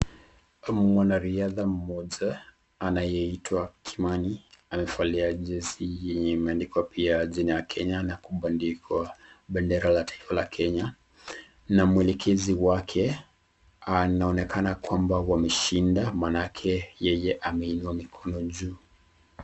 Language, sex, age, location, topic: Swahili, male, 36-49, Nakuru, education